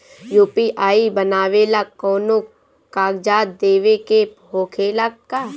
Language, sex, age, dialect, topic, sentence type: Bhojpuri, female, 18-24, Northern, banking, question